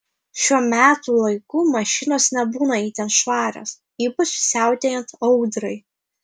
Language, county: Lithuanian, Vilnius